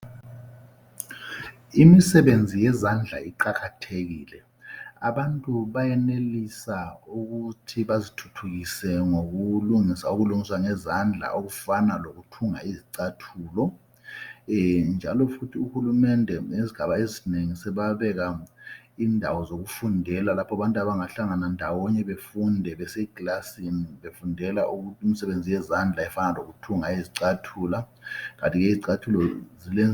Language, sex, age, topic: North Ndebele, male, 50+, education